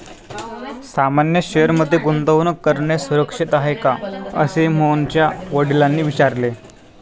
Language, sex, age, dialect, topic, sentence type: Marathi, male, 18-24, Standard Marathi, banking, statement